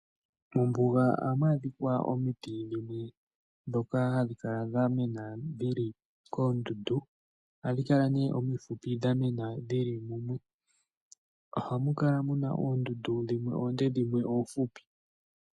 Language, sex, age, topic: Oshiwambo, male, 18-24, agriculture